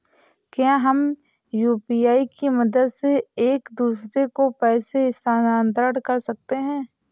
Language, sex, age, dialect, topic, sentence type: Hindi, female, 18-24, Awadhi Bundeli, banking, question